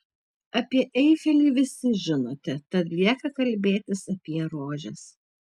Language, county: Lithuanian, Tauragė